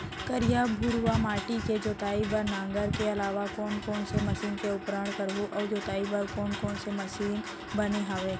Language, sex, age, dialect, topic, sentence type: Chhattisgarhi, female, 18-24, Central, agriculture, question